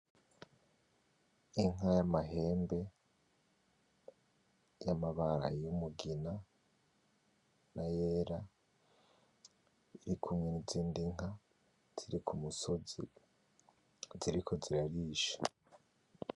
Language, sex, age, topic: Rundi, male, 18-24, agriculture